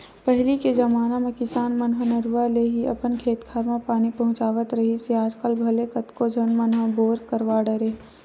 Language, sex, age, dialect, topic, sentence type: Chhattisgarhi, female, 18-24, Western/Budati/Khatahi, agriculture, statement